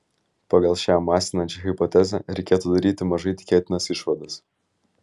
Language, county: Lithuanian, Vilnius